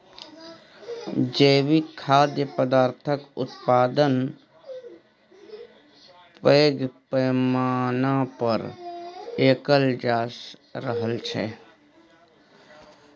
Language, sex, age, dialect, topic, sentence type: Maithili, male, 36-40, Bajjika, agriculture, statement